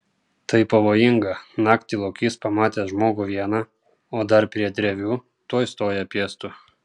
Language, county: Lithuanian, Kaunas